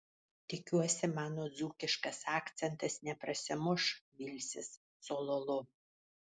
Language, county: Lithuanian, Panevėžys